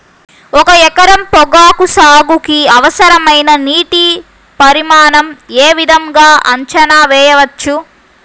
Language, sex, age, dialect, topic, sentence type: Telugu, female, 51-55, Central/Coastal, agriculture, question